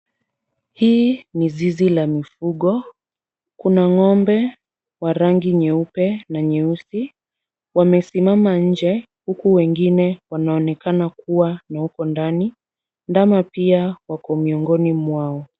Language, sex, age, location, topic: Swahili, female, 18-24, Kisumu, agriculture